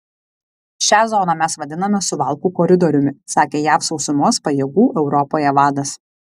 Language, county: Lithuanian, Alytus